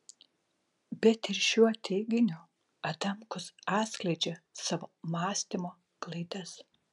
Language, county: Lithuanian, Kaunas